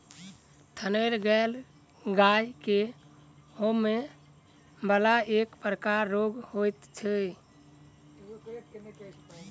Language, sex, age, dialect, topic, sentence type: Maithili, male, 18-24, Southern/Standard, agriculture, statement